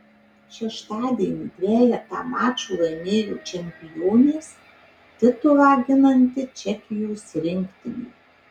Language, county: Lithuanian, Marijampolė